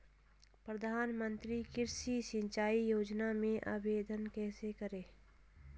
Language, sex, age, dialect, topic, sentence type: Hindi, female, 46-50, Hindustani Malvi Khadi Boli, agriculture, question